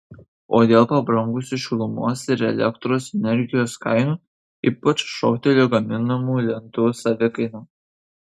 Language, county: Lithuanian, Kaunas